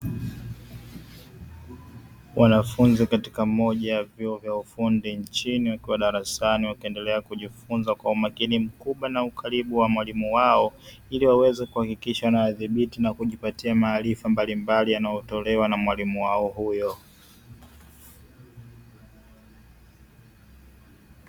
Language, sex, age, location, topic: Swahili, male, 18-24, Dar es Salaam, education